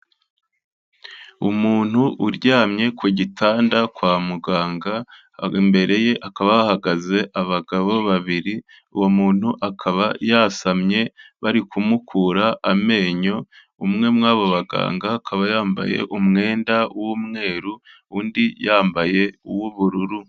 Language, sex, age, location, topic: Kinyarwanda, male, 25-35, Kigali, health